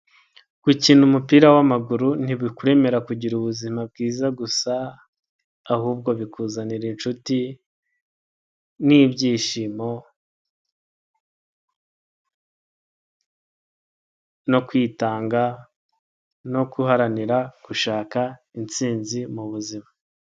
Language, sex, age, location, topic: Kinyarwanda, male, 25-35, Nyagatare, government